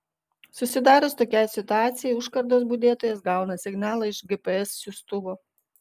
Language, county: Lithuanian, Vilnius